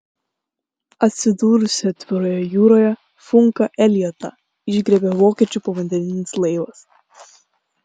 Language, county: Lithuanian, Klaipėda